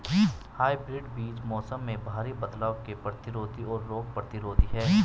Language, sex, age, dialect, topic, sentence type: Hindi, male, 18-24, Garhwali, agriculture, statement